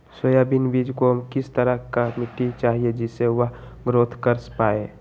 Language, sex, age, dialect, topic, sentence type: Magahi, male, 18-24, Western, agriculture, question